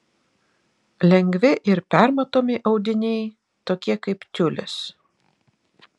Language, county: Lithuanian, Vilnius